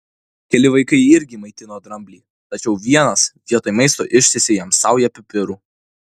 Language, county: Lithuanian, Kaunas